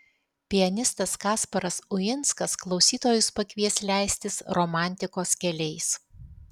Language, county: Lithuanian, Alytus